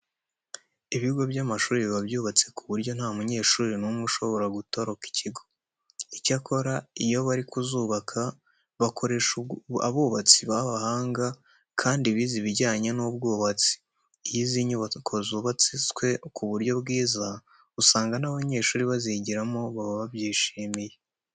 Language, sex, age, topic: Kinyarwanda, male, 18-24, education